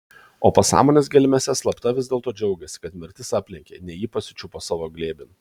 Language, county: Lithuanian, Kaunas